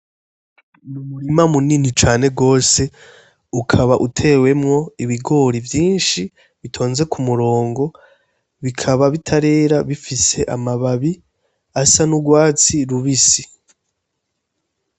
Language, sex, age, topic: Rundi, male, 18-24, agriculture